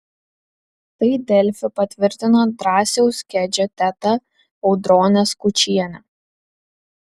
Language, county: Lithuanian, Kaunas